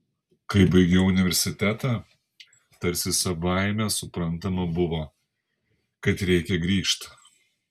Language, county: Lithuanian, Panevėžys